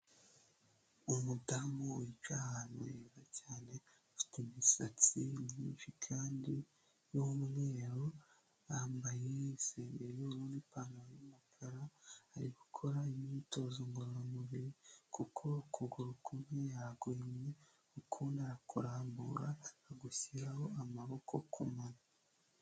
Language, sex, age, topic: Kinyarwanda, female, 18-24, health